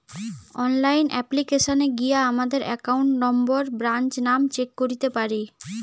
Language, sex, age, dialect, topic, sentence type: Bengali, female, 25-30, Western, banking, statement